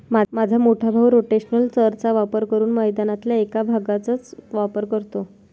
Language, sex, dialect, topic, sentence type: Marathi, female, Varhadi, agriculture, statement